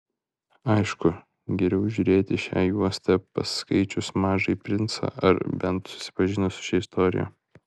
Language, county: Lithuanian, Vilnius